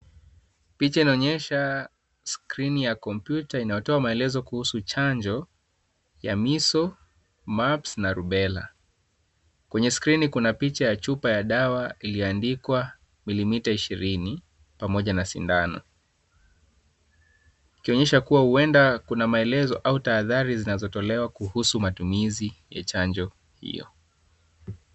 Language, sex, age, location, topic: Swahili, male, 25-35, Kisumu, health